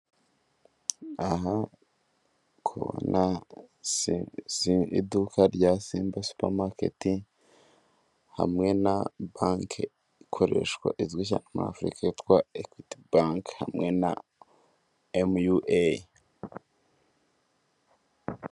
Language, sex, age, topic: Kinyarwanda, male, 18-24, finance